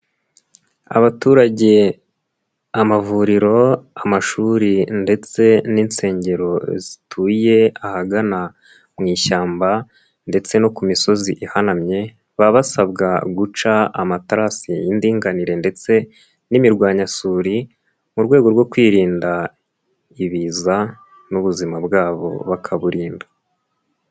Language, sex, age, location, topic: Kinyarwanda, male, 18-24, Nyagatare, agriculture